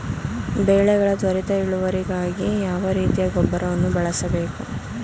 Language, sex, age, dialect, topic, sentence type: Kannada, female, 25-30, Mysore Kannada, agriculture, question